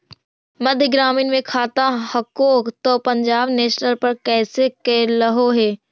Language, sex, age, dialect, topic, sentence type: Magahi, female, 51-55, Central/Standard, banking, question